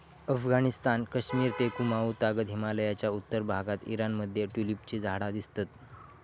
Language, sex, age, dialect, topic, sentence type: Marathi, male, 41-45, Southern Konkan, agriculture, statement